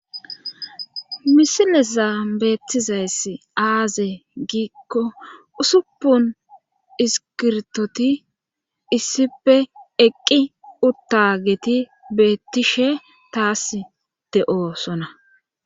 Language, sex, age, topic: Gamo, female, 25-35, government